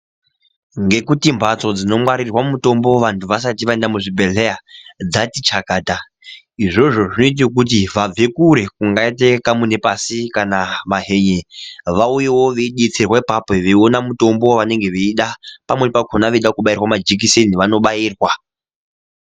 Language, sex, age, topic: Ndau, male, 18-24, health